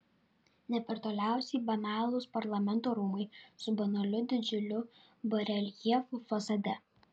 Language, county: Lithuanian, Vilnius